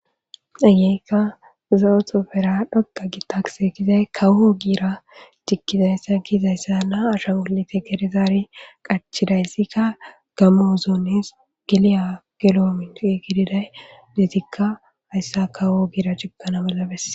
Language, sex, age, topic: Gamo, female, 18-24, government